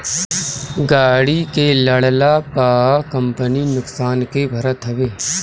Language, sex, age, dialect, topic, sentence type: Bhojpuri, male, 31-35, Northern, banking, statement